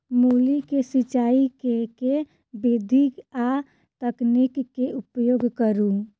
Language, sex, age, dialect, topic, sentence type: Maithili, female, 25-30, Southern/Standard, agriculture, question